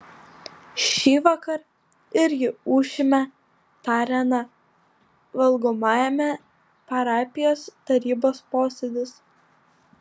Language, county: Lithuanian, Kaunas